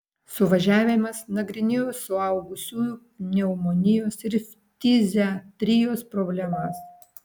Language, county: Lithuanian, Vilnius